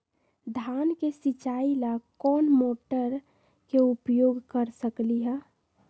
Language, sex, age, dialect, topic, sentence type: Magahi, female, 18-24, Western, agriculture, question